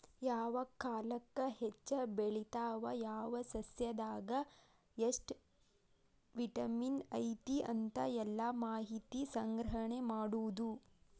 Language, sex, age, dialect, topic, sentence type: Kannada, female, 18-24, Dharwad Kannada, agriculture, statement